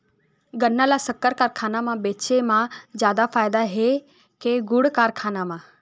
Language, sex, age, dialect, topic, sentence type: Chhattisgarhi, female, 18-24, Western/Budati/Khatahi, agriculture, question